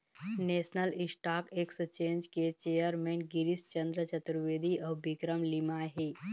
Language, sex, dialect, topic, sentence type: Chhattisgarhi, female, Eastern, banking, statement